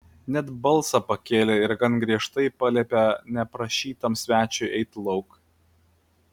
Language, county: Lithuanian, Klaipėda